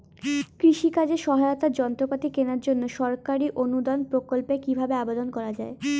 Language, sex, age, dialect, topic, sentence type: Bengali, female, 18-24, Rajbangshi, agriculture, question